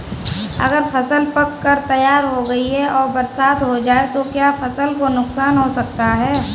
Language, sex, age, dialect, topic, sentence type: Hindi, female, 18-24, Kanauji Braj Bhasha, agriculture, question